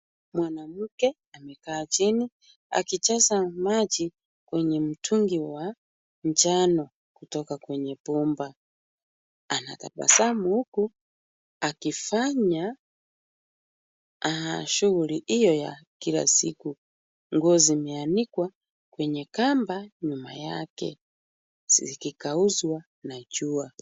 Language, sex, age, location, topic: Swahili, female, 36-49, Kisumu, health